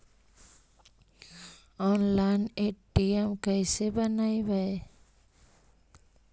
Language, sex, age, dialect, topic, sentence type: Magahi, female, 18-24, Central/Standard, banking, question